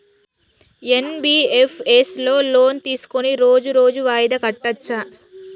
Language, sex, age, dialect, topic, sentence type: Telugu, female, 36-40, Telangana, banking, question